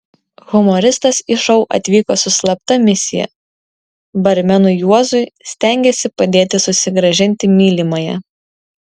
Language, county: Lithuanian, Vilnius